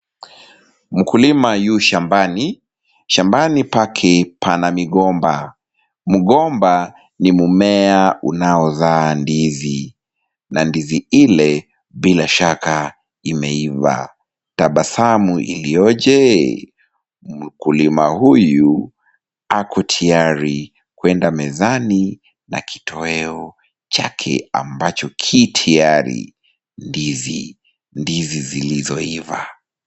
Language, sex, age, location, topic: Swahili, male, 25-35, Kisumu, agriculture